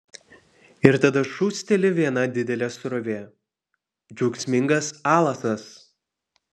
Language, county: Lithuanian, Vilnius